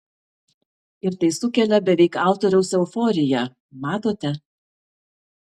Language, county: Lithuanian, Vilnius